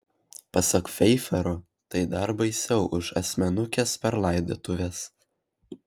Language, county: Lithuanian, Vilnius